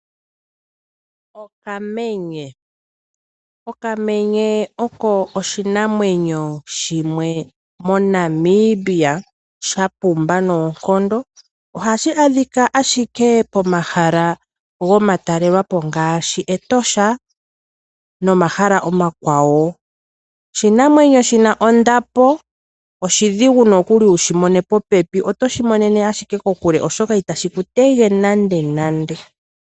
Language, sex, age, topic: Oshiwambo, female, 25-35, agriculture